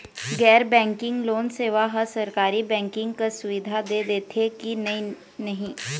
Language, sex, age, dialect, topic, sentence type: Chhattisgarhi, female, 18-24, Eastern, banking, question